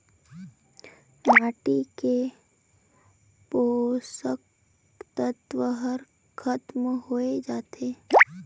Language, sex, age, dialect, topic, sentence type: Chhattisgarhi, female, 18-24, Northern/Bhandar, agriculture, statement